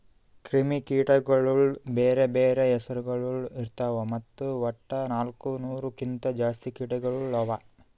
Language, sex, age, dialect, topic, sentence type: Kannada, male, 25-30, Northeastern, agriculture, statement